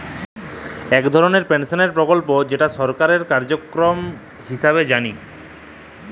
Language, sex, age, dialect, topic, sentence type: Bengali, male, 25-30, Jharkhandi, banking, statement